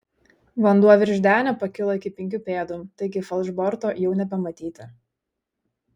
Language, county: Lithuanian, Šiauliai